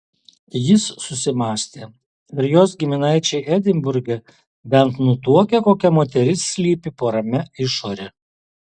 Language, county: Lithuanian, Alytus